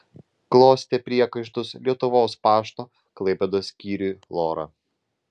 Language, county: Lithuanian, Vilnius